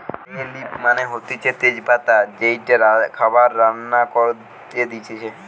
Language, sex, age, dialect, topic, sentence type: Bengali, male, 18-24, Western, agriculture, statement